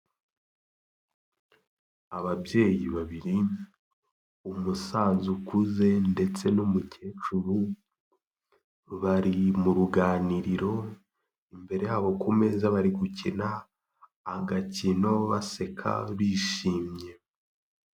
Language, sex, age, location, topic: Kinyarwanda, male, 18-24, Kigali, health